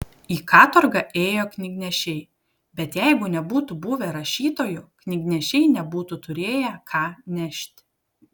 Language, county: Lithuanian, Kaunas